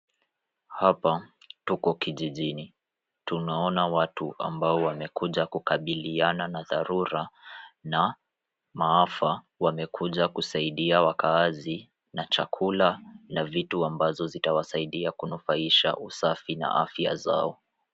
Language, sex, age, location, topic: Swahili, male, 18-24, Nairobi, health